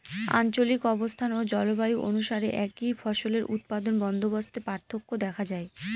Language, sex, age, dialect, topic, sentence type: Bengali, female, 18-24, Northern/Varendri, agriculture, statement